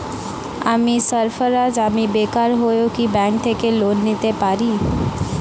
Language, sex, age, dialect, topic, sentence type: Bengali, female, 18-24, Standard Colloquial, banking, question